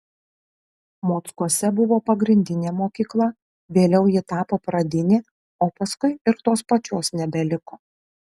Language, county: Lithuanian, Kaunas